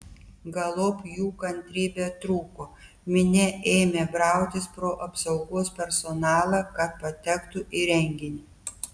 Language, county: Lithuanian, Telšiai